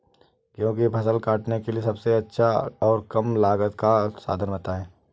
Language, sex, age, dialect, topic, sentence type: Hindi, male, 18-24, Awadhi Bundeli, agriculture, question